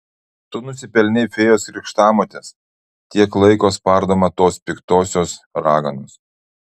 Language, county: Lithuanian, Utena